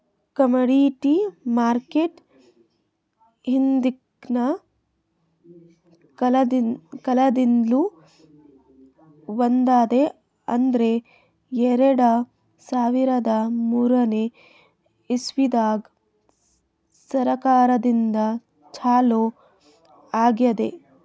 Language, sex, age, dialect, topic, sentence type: Kannada, female, 18-24, Northeastern, banking, statement